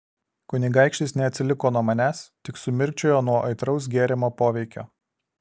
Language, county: Lithuanian, Alytus